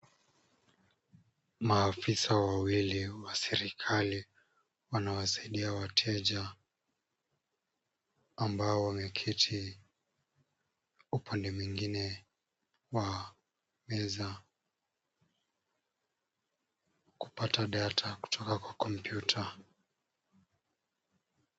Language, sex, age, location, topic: Swahili, male, 18-24, Kisumu, government